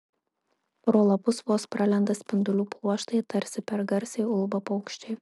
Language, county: Lithuanian, Marijampolė